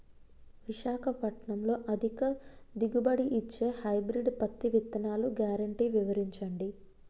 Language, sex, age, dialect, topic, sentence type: Telugu, female, 25-30, Utterandhra, agriculture, question